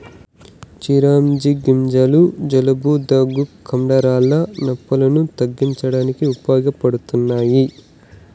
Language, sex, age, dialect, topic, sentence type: Telugu, male, 18-24, Southern, agriculture, statement